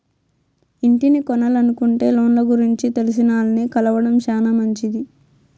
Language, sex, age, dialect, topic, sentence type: Telugu, female, 18-24, Southern, banking, statement